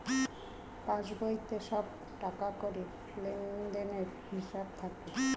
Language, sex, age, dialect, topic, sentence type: Bengali, female, 41-45, Standard Colloquial, banking, statement